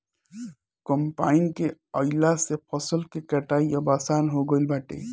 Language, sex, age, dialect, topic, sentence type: Bhojpuri, male, 18-24, Northern, agriculture, statement